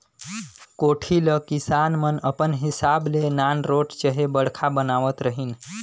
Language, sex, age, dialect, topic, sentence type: Chhattisgarhi, male, 25-30, Northern/Bhandar, agriculture, statement